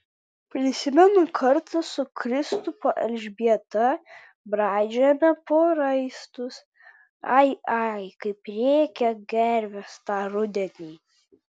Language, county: Lithuanian, Vilnius